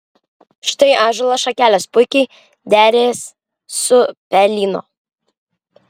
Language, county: Lithuanian, Vilnius